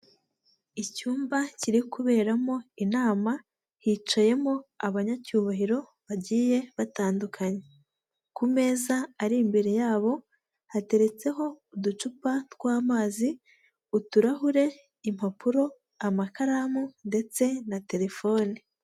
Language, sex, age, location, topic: Kinyarwanda, female, 18-24, Huye, government